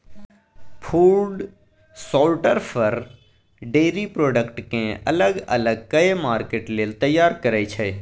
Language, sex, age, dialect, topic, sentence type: Maithili, male, 25-30, Bajjika, agriculture, statement